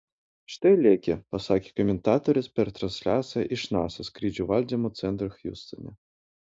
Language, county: Lithuanian, Utena